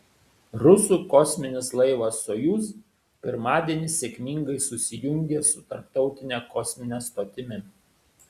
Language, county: Lithuanian, Šiauliai